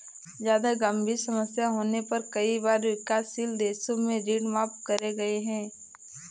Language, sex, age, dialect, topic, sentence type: Hindi, female, 18-24, Awadhi Bundeli, banking, statement